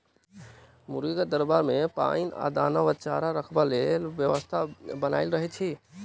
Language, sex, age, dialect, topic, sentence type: Maithili, male, 18-24, Southern/Standard, agriculture, statement